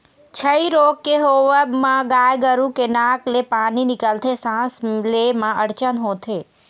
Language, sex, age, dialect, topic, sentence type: Chhattisgarhi, female, 18-24, Eastern, agriculture, statement